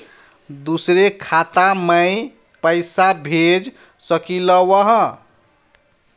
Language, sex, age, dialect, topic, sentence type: Magahi, male, 31-35, Northeastern/Surjapuri, banking, question